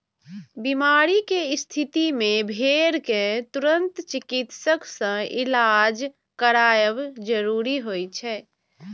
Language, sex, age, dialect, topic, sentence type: Maithili, female, 25-30, Eastern / Thethi, agriculture, statement